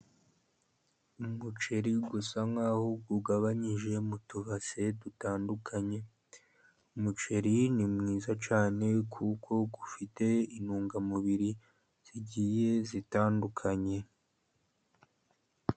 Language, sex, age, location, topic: Kinyarwanda, male, 50+, Musanze, agriculture